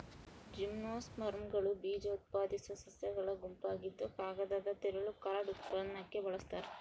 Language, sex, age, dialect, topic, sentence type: Kannada, female, 18-24, Central, agriculture, statement